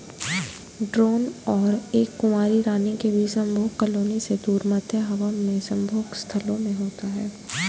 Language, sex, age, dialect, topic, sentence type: Hindi, female, 18-24, Hindustani Malvi Khadi Boli, agriculture, statement